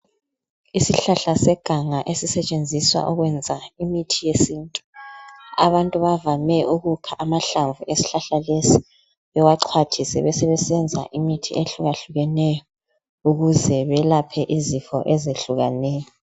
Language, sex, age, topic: North Ndebele, female, 50+, health